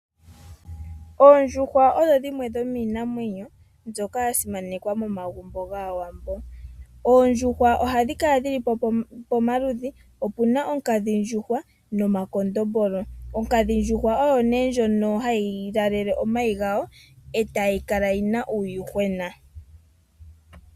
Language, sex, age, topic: Oshiwambo, female, 25-35, agriculture